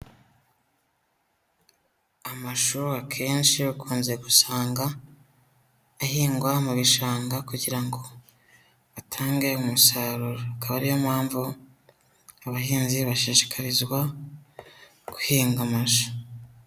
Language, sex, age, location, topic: Kinyarwanda, male, 18-24, Huye, agriculture